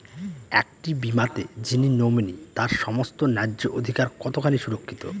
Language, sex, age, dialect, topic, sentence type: Bengali, male, 18-24, Northern/Varendri, banking, question